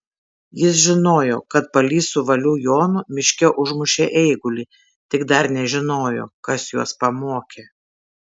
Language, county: Lithuanian, Tauragė